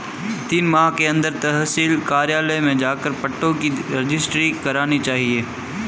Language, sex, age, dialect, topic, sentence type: Hindi, male, 25-30, Marwari Dhudhari, banking, statement